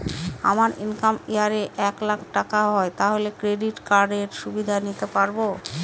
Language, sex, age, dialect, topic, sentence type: Bengali, female, 31-35, Northern/Varendri, banking, question